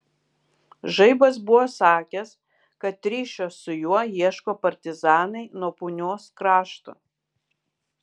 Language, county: Lithuanian, Kaunas